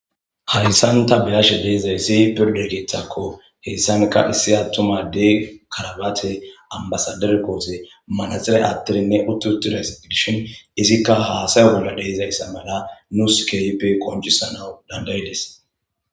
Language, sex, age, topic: Gamo, male, 25-35, government